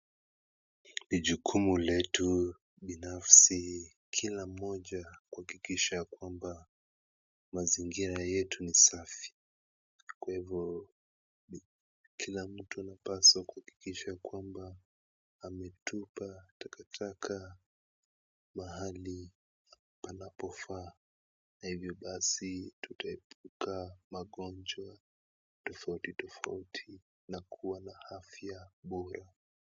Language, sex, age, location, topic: Swahili, male, 18-24, Kisumu, health